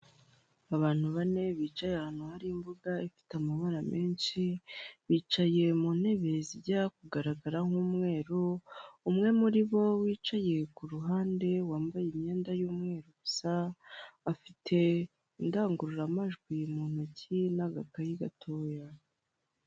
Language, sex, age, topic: Kinyarwanda, male, 25-35, government